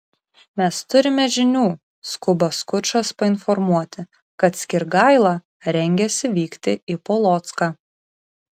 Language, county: Lithuanian, Kaunas